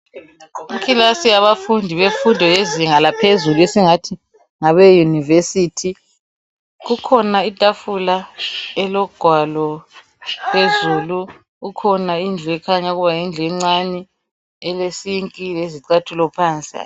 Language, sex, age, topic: North Ndebele, male, 18-24, education